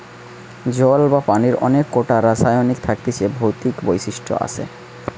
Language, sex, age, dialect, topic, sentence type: Bengali, male, 31-35, Western, agriculture, statement